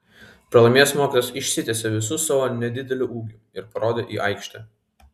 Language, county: Lithuanian, Vilnius